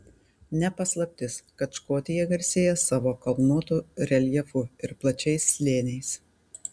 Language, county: Lithuanian, Tauragė